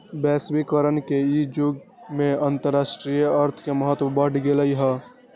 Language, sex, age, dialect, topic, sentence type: Magahi, male, 18-24, Western, banking, statement